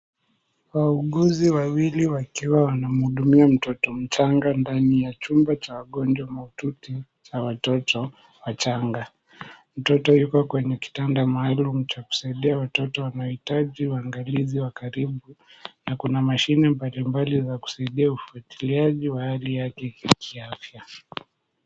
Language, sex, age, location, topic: Swahili, male, 18-24, Mombasa, health